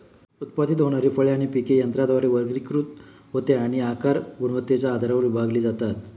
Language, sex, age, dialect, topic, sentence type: Marathi, male, 56-60, Standard Marathi, agriculture, statement